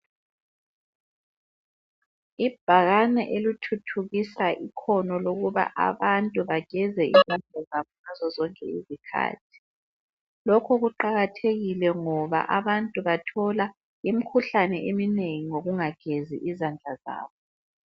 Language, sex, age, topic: North Ndebele, female, 25-35, health